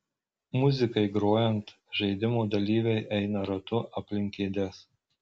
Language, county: Lithuanian, Marijampolė